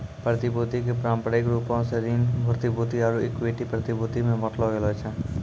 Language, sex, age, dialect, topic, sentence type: Maithili, male, 18-24, Angika, banking, statement